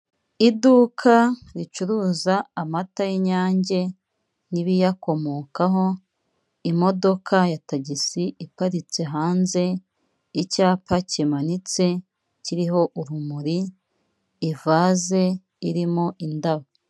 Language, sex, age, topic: Kinyarwanda, female, 36-49, finance